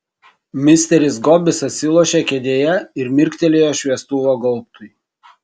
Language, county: Lithuanian, Kaunas